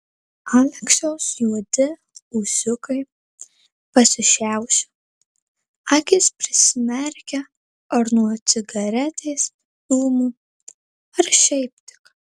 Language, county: Lithuanian, Marijampolė